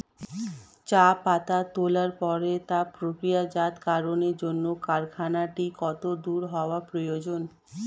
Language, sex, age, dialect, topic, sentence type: Bengali, female, 31-35, Standard Colloquial, agriculture, question